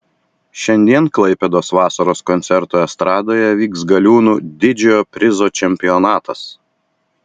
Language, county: Lithuanian, Vilnius